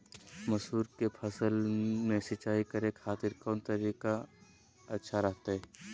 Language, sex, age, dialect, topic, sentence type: Magahi, male, 18-24, Southern, agriculture, question